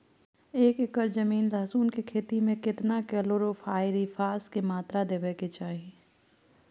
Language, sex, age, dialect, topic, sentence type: Maithili, female, 36-40, Bajjika, agriculture, question